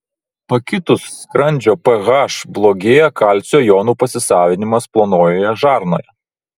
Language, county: Lithuanian, Vilnius